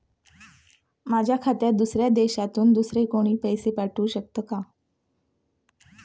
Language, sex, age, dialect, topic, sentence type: Marathi, female, 36-40, Standard Marathi, banking, question